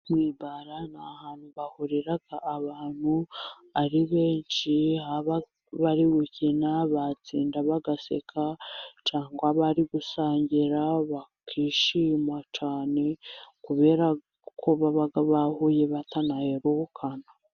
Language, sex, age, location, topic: Kinyarwanda, female, 18-24, Musanze, finance